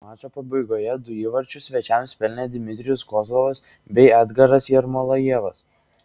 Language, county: Lithuanian, Šiauliai